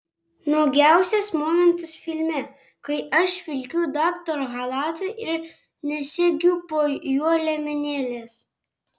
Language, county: Lithuanian, Kaunas